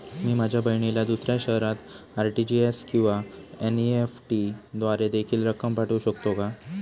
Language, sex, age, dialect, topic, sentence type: Marathi, male, 18-24, Standard Marathi, banking, question